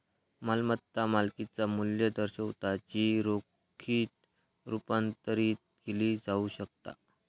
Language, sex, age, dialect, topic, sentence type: Marathi, male, 25-30, Southern Konkan, banking, statement